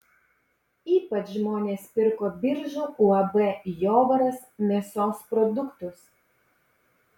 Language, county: Lithuanian, Panevėžys